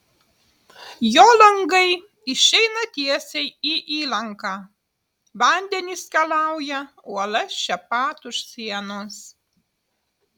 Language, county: Lithuanian, Utena